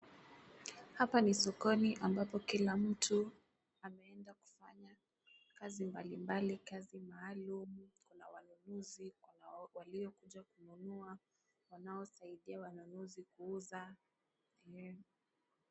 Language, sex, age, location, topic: Swahili, female, 18-24, Kisumu, finance